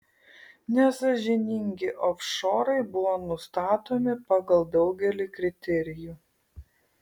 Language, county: Lithuanian, Kaunas